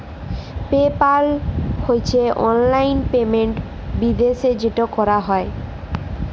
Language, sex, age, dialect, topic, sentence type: Bengali, female, 18-24, Jharkhandi, banking, statement